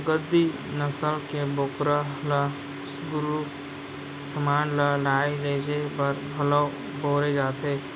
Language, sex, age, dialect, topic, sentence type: Chhattisgarhi, male, 41-45, Central, agriculture, statement